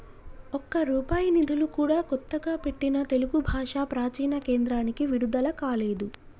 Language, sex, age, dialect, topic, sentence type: Telugu, female, 25-30, Telangana, banking, statement